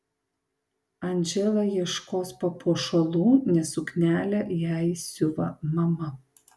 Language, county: Lithuanian, Panevėžys